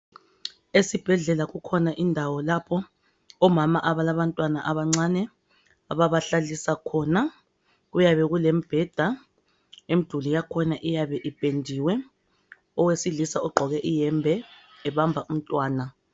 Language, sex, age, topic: North Ndebele, female, 25-35, health